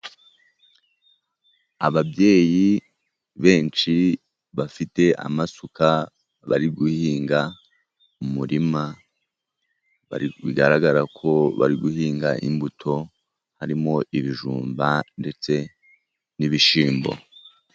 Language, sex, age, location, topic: Kinyarwanda, male, 50+, Musanze, agriculture